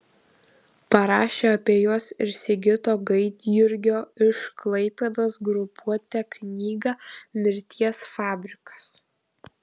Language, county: Lithuanian, Kaunas